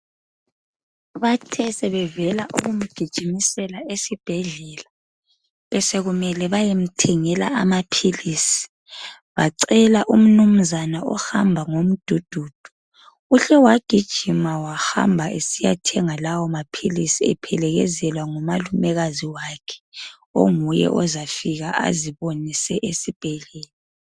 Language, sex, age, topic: North Ndebele, female, 25-35, health